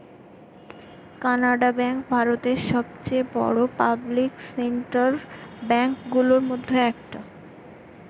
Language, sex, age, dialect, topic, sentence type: Bengali, female, 18-24, Western, banking, statement